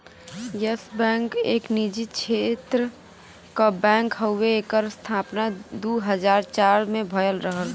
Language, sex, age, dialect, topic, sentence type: Bhojpuri, female, 18-24, Western, banking, statement